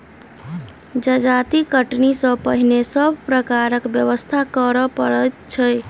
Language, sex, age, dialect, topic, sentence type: Maithili, male, 31-35, Southern/Standard, agriculture, statement